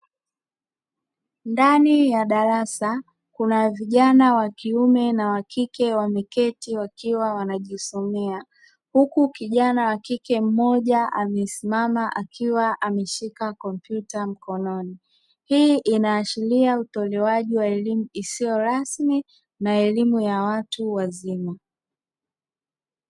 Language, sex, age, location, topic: Swahili, female, 25-35, Dar es Salaam, education